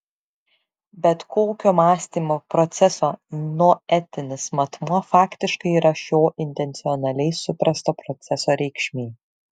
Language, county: Lithuanian, Šiauliai